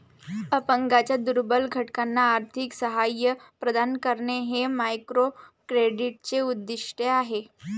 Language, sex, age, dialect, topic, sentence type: Marathi, female, 18-24, Varhadi, banking, statement